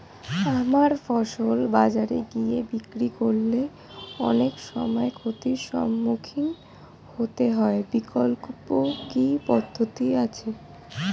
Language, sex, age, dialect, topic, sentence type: Bengali, female, 25-30, Standard Colloquial, agriculture, question